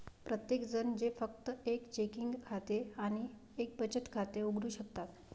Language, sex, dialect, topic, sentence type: Marathi, female, Varhadi, banking, statement